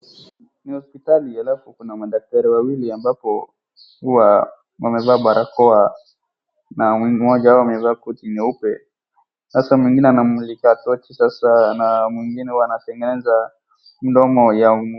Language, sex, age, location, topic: Swahili, female, 36-49, Wajir, health